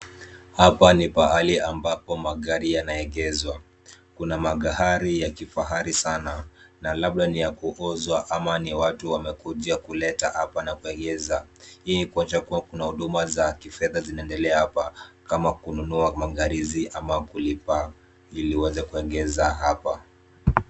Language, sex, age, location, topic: Swahili, male, 18-24, Kisumu, finance